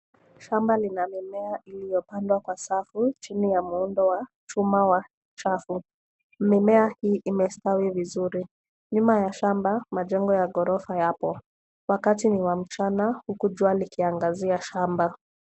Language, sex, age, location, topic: Swahili, female, 25-35, Nairobi, agriculture